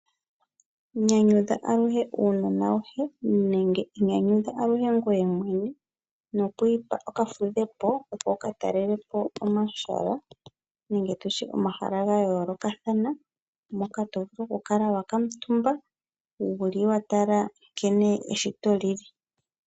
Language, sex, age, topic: Oshiwambo, female, 36-49, agriculture